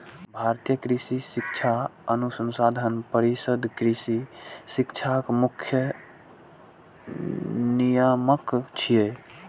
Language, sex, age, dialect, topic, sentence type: Maithili, male, 18-24, Eastern / Thethi, agriculture, statement